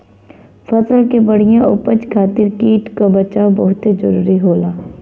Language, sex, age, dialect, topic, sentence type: Bhojpuri, female, 18-24, Western, agriculture, statement